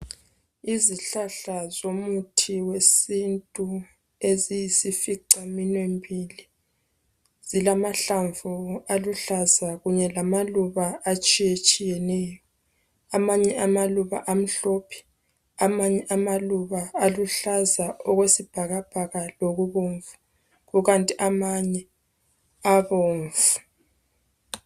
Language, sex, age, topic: North Ndebele, female, 25-35, health